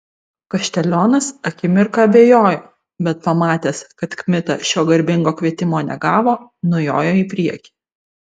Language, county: Lithuanian, Vilnius